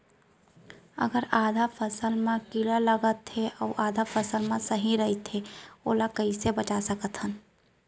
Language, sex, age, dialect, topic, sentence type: Chhattisgarhi, female, 56-60, Central, agriculture, question